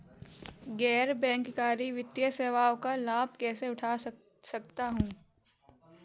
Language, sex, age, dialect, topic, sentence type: Hindi, male, 18-24, Kanauji Braj Bhasha, banking, question